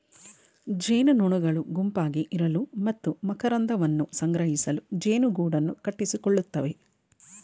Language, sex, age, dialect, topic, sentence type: Kannada, female, 31-35, Mysore Kannada, agriculture, statement